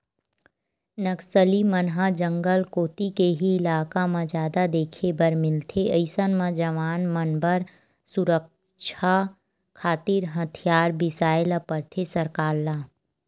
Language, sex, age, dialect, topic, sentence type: Chhattisgarhi, female, 18-24, Western/Budati/Khatahi, banking, statement